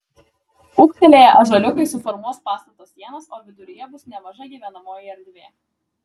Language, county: Lithuanian, Klaipėda